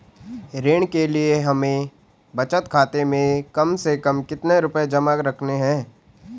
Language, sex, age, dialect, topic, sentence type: Hindi, male, 18-24, Garhwali, banking, question